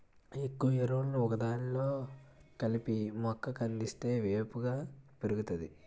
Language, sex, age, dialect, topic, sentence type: Telugu, male, 18-24, Utterandhra, agriculture, statement